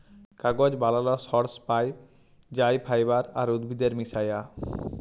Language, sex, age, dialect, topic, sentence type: Bengali, male, 18-24, Jharkhandi, agriculture, statement